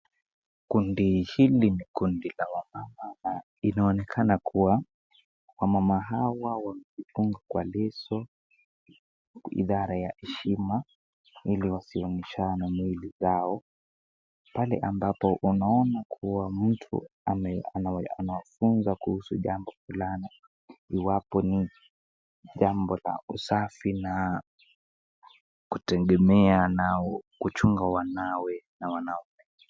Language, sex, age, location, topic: Swahili, female, 36-49, Nakuru, health